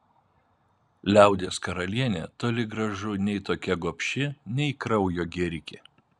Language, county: Lithuanian, Vilnius